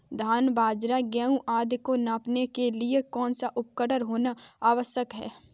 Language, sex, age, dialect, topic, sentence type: Hindi, female, 18-24, Kanauji Braj Bhasha, agriculture, question